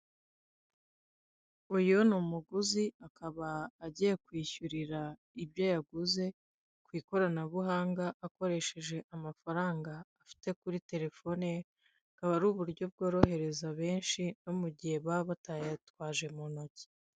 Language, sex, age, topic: Kinyarwanda, female, 25-35, finance